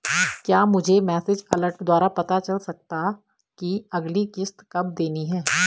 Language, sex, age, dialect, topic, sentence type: Hindi, female, 25-30, Garhwali, banking, question